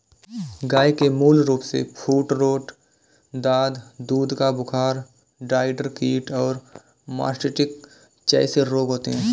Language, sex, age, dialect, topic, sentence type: Hindi, male, 18-24, Awadhi Bundeli, agriculture, statement